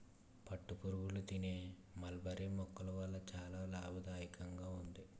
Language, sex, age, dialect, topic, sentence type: Telugu, male, 18-24, Utterandhra, agriculture, statement